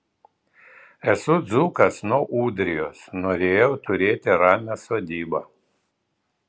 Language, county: Lithuanian, Vilnius